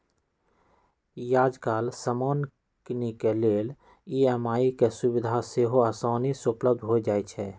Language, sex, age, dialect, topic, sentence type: Magahi, male, 25-30, Western, banking, statement